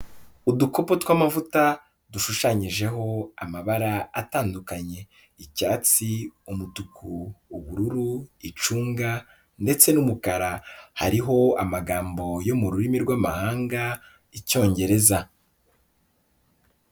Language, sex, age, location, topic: Kinyarwanda, male, 18-24, Kigali, health